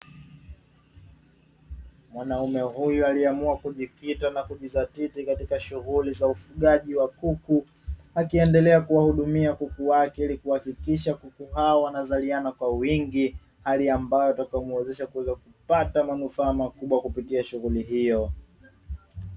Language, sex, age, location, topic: Swahili, male, 25-35, Dar es Salaam, agriculture